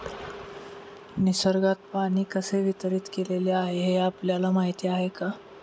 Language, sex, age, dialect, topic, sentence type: Marathi, male, 18-24, Standard Marathi, agriculture, statement